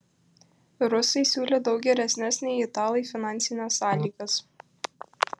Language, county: Lithuanian, Kaunas